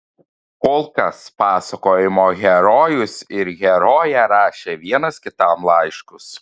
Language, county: Lithuanian, Panevėžys